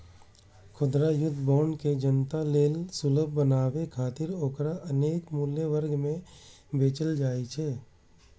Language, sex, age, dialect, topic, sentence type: Maithili, male, 31-35, Eastern / Thethi, banking, statement